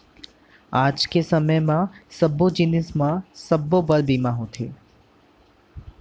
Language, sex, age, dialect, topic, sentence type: Chhattisgarhi, male, 18-24, Central, banking, statement